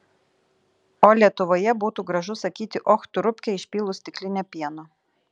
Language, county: Lithuanian, Telšiai